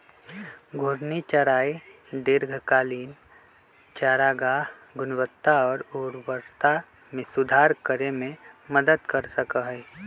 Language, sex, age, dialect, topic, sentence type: Magahi, male, 25-30, Western, agriculture, statement